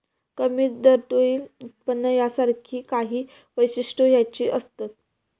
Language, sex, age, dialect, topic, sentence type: Marathi, female, 25-30, Southern Konkan, banking, statement